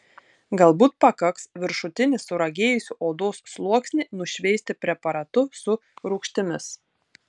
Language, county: Lithuanian, Tauragė